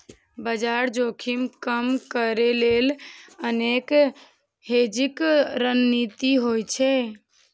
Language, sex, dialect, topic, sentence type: Maithili, female, Eastern / Thethi, banking, statement